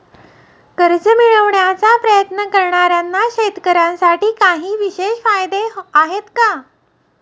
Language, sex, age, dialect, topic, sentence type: Marathi, female, 36-40, Standard Marathi, agriculture, statement